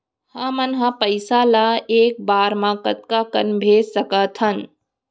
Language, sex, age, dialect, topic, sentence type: Chhattisgarhi, female, 60-100, Central, banking, question